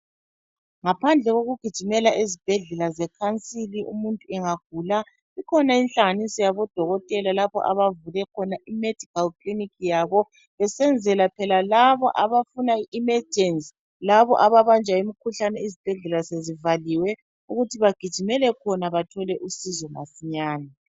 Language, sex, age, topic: North Ndebele, female, 36-49, health